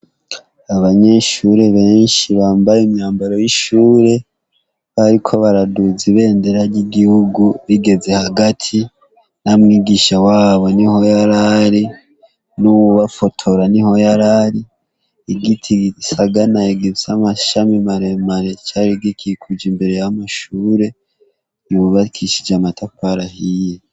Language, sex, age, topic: Rundi, male, 18-24, education